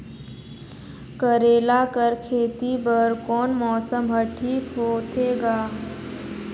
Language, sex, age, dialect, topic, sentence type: Chhattisgarhi, female, 51-55, Northern/Bhandar, agriculture, question